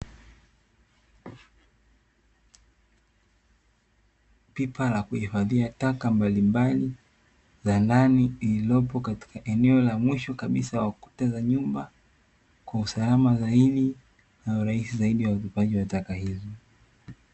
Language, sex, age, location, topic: Swahili, male, 18-24, Dar es Salaam, government